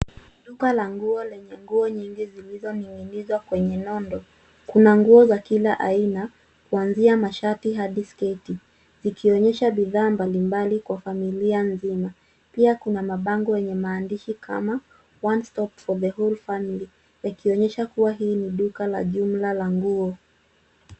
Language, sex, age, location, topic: Swahili, female, 18-24, Nairobi, finance